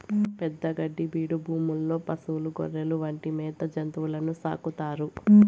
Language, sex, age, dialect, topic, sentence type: Telugu, female, 18-24, Southern, agriculture, statement